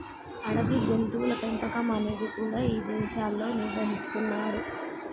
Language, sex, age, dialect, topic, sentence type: Telugu, female, 18-24, Telangana, agriculture, statement